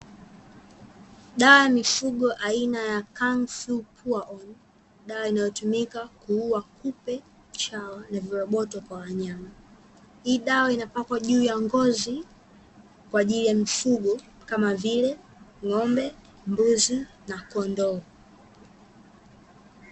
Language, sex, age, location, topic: Swahili, female, 18-24, Dar es Salaam, agriculture